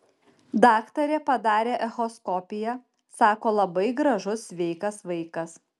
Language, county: Lithuanian, Kaunas